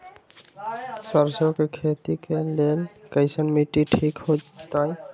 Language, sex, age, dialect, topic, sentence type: Magahi, male, 25-30, Western, agriculture, question